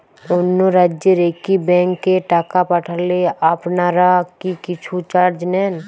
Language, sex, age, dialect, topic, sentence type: Bengali, female, 18-24, Jharkhandi, banking, question